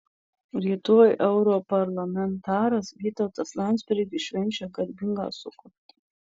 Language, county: Lithuanian, Marijampolė